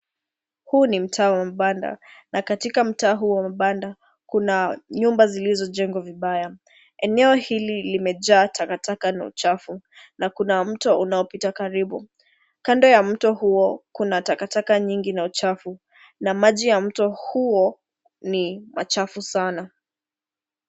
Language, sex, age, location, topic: Swahili, female, 18-24, Nairobi, government